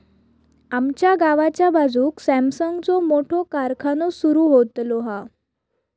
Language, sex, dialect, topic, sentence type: Marathi, female, Southern Konkan, banking, statement